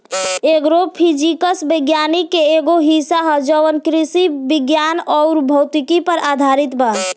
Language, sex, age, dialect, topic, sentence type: Bhojpuri, female, <18, Southern / Standard, agriculture, statement